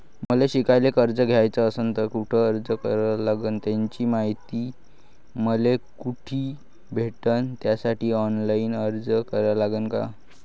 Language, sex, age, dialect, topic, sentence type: Marathi, male, 18-24, Varhadi, banking, question